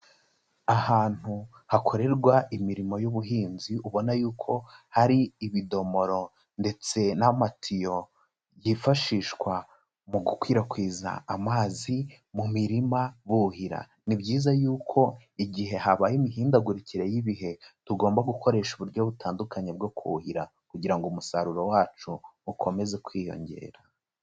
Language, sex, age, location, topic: Kinyarwanda, male, 25-35, Kigali, agriculture